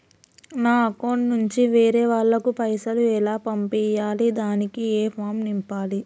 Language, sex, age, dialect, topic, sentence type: Telugu, female, 18-24, Telangana, banking, question